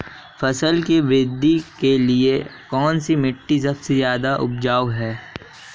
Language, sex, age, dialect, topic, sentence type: Hindi, male, 18-24, Marwari Dhudhari, agriculture, question